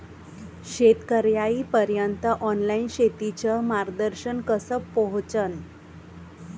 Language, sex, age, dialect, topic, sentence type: Marathi, male, 31-35, Varhadi, agriculture, question